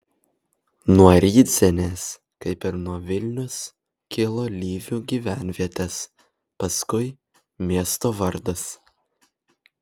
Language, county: Lithuanian, Vilnius